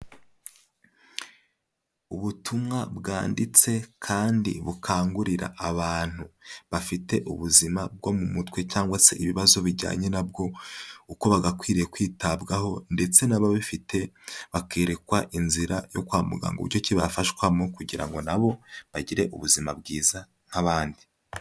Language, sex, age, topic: Kinyarwanda, male, 18-24, health